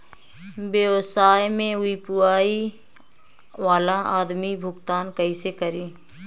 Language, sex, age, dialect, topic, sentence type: Bhojpuri, female, 25-30, Southern / Standard, banking, question